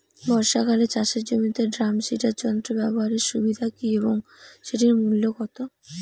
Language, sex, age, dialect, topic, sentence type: Bengali, female, 18-24, Rajbangshi, agriculture, question